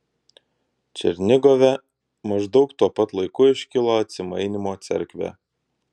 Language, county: Lithuanian, Kaunas